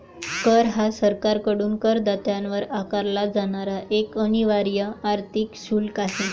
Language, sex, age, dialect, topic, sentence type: Marathi, female, 25-30, Varhadi, banking, statement